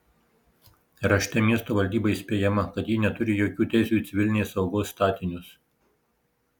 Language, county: Lithuanian, Marijampolė